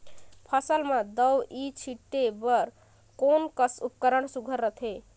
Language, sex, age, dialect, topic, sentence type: Chhattisgarhi, female, 25-30, Northern/Bhandar, agriculture, question